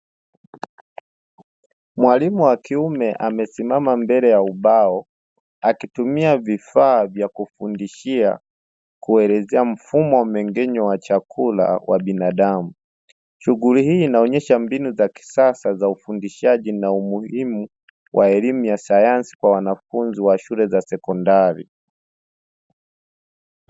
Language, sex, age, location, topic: Swahili, male, 25-35, Dar es Salaam, education